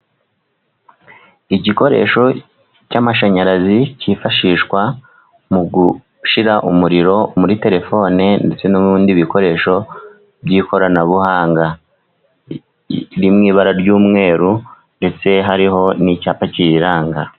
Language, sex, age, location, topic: Kinyarwanda, male, 36-49, Musanze, government